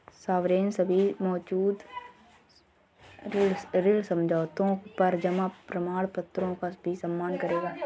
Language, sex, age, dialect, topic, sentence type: Hindi, female, 60-100, Kanauji Braj Bhasha, banking, statement